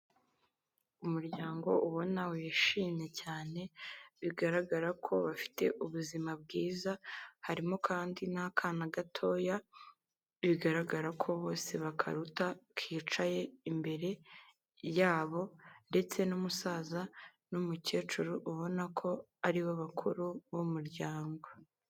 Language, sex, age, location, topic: Kinyarwanda, female, 36-49, Kigali, health